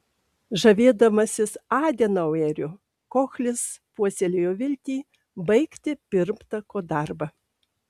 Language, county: Lithuanian, Alytus